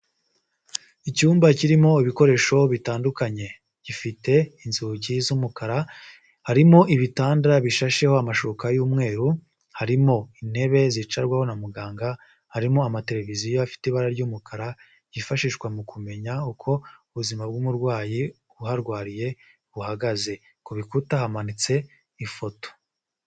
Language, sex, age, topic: Kinyarwanda, male, 18-24, health